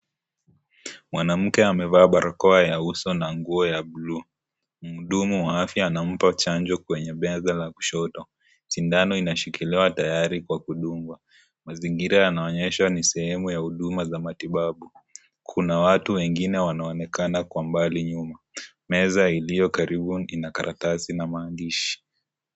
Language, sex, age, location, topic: Swahili, male, 25-35, Kisii, health